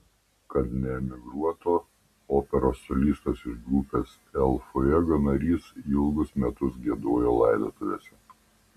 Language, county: Lithuanian, Panevėžys